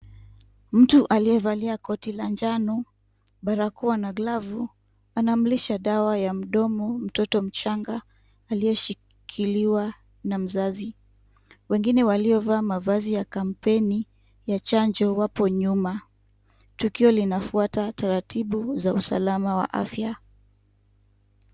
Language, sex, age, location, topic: Swahili, female, 25-35, Kisumu, health